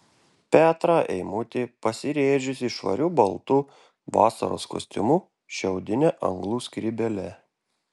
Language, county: Lithuanian, Klaipėda